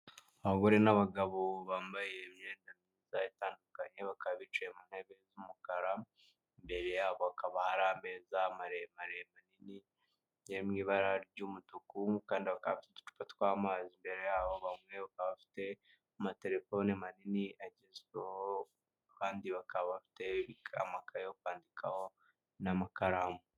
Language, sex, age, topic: Kinyarwanda, male, 18-24, government